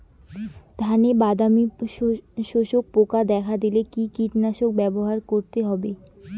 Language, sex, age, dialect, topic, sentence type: Bengali, female, 18-24, Rajbangshi, agriculture, question